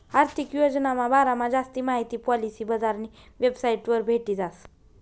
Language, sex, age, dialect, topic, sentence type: Marathi, female, 25-30, Northern Konkan, banking, statement